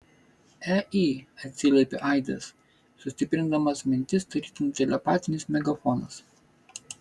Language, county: Lithuanian, Vilnius